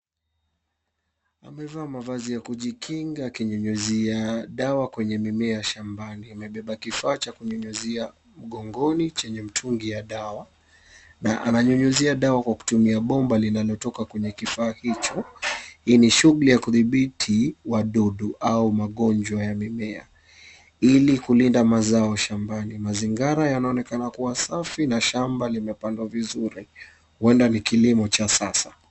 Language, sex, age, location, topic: Swahili, male, 25-35, Kisumu, health